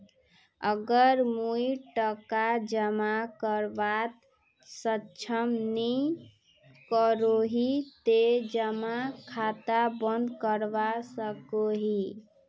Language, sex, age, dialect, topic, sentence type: Magahi, female, 18-24, Northeastern/Surjapuri, banking, question